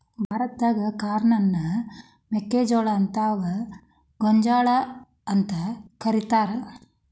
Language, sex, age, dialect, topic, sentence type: Kannada, female, 36-40, Dharwad Kannada, agriculture, statement